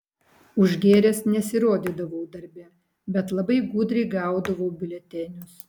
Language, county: Lithuanian, Vilnius